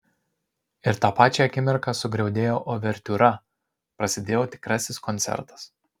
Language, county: Lithuanian, Marijampolė